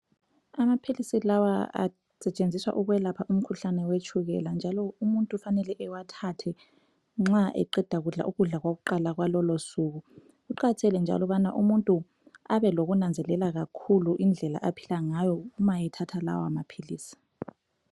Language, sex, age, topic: North Ndebele, female, 25-35, health